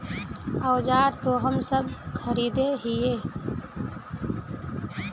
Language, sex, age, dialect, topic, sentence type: Magahi, female, 25-30, Northeastern/Surjapuri, agriculture, question